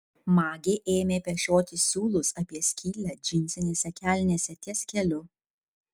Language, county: Lithuanian, Kaunas